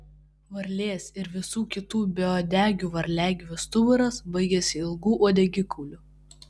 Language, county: Lithuanian, Vilnius